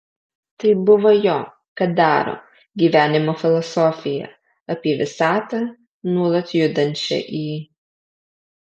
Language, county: Lithuanian, Alytus